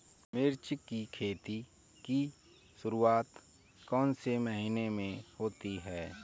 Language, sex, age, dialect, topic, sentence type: Hindi, male, 31-35, Kanauji Braj Bhasha, agriculture, question